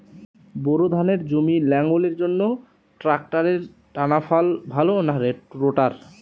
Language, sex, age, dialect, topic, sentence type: Bengali, male, 18-24, Western, agriculture, question